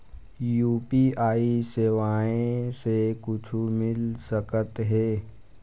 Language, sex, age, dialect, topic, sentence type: Chhattisgarhi, male, 41-45, Western/Budati/Khatahi, banking, question